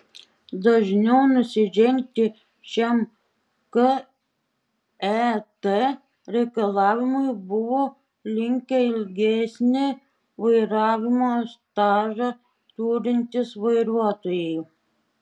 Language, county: Lithuanian, Šiauliai